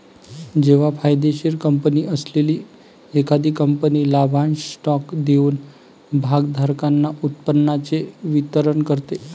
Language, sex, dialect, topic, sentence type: Marathi, male, Varhadi, banking, statement